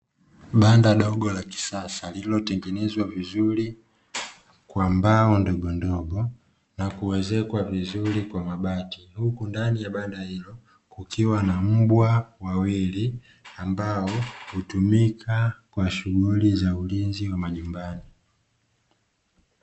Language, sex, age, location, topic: Swahili, male, 25-35, Dar es Salaam, agriculture